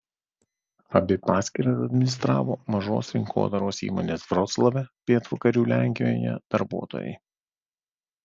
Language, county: Lithuanian, Vilnius